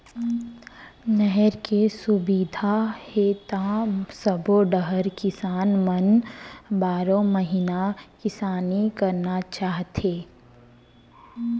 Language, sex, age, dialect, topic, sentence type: Chhattisgarhi, female, 60-100, Central, agriculture, statement